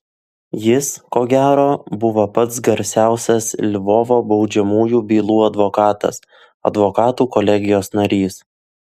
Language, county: Lithuanian, Utena